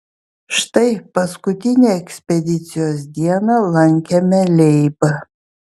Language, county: Lithuanian, Vilnius